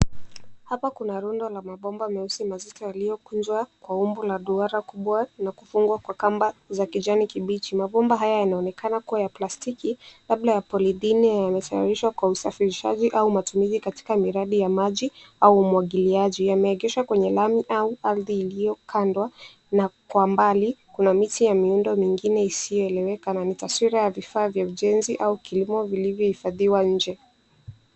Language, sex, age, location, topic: Swahili, female, 18-24, Nairobi, government